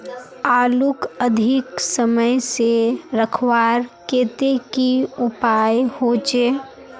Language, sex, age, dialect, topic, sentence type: Magahi, female, 18-24, Northeastern/Surjapuri, agriculture, question